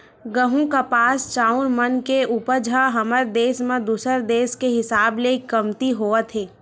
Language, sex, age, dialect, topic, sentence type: Chhattisgarhi, female, 18-24, Western/Budati/Khatahi, agriculture, statement